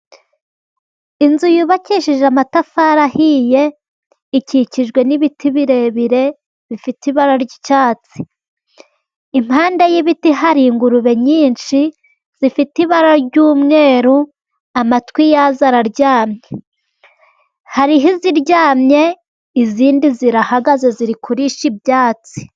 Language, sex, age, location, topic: Kinyarwanda, female, 18-24, Gakenke, agriculture